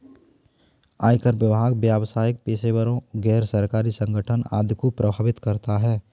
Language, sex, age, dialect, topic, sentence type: Hindi, male, 25-30, Kanauji Braj Bhasha, banking, statement